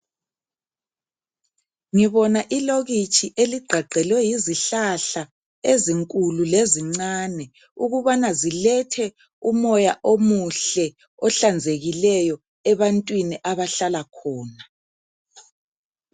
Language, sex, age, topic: North Ndebele, male, 50+, education